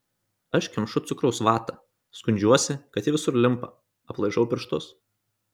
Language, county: Lithuanian, Kaunas